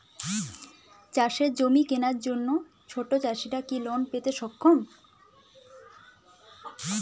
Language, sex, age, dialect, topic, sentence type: Bengali, female, 18-24, Jharkhandi, agriculture, statement